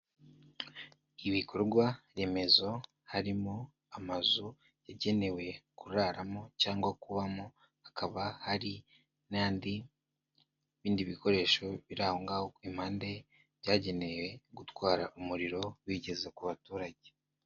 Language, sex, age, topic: Kinyarwanda, male, 18-24, government